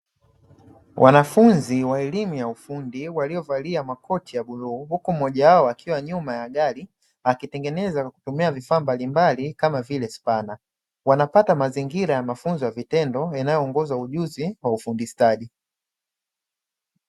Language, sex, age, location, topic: Swahili, male, 25-35, Dar es Salaam, education